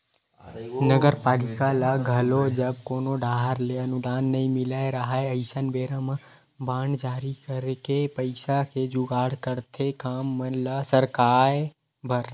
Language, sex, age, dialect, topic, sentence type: Chhattisgarhi, male, 18-24, Western/Budati/Khatahi, banking, statement